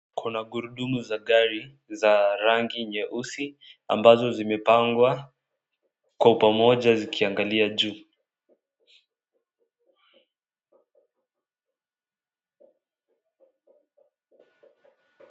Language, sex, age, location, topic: Swahili, male, 18-24, Kisii, finance